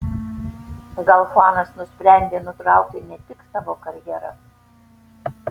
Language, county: Lithuanian, Tauragė